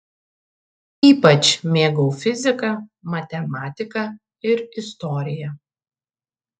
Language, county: Lithuanian, Šiauliai